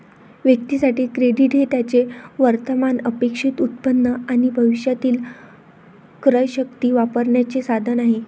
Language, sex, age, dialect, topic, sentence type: Marathi, female, 25-30, Varhadi, banking, statement